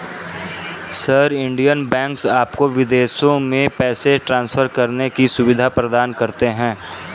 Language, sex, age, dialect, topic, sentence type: Hindi, male, 25-30, Kanauji Braj Bhasha, banking, statement